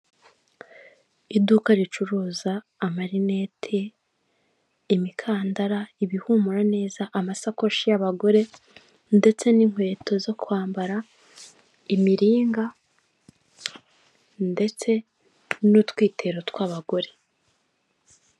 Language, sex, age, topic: Kinyarwanda, female, 18-24, finance